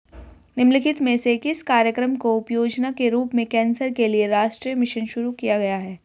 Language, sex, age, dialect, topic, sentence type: Hindi, female, 31-35, Hindustani Malvi Khadi Boli, banking, question